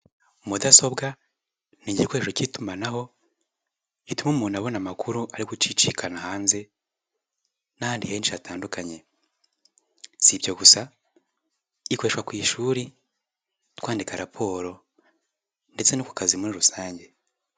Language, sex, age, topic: Kinyarwanda, male, 18-24, health